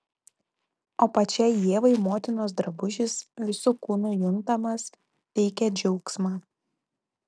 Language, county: Lithuanian, Telšiai